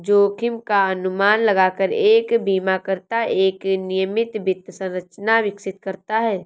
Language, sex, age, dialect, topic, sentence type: Hindi, female, 18-24, Awadhi Bundeli, banking, statement